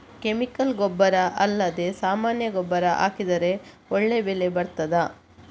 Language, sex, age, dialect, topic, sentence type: Kannada, female, 25-30, Coastal/Dakshin, agriculture, question